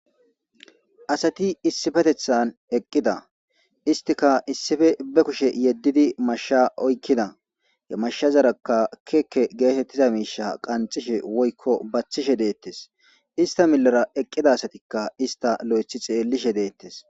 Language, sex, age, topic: Gamo, male, 18-24, government